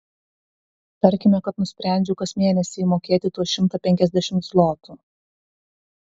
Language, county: Lithuanian, Vilnius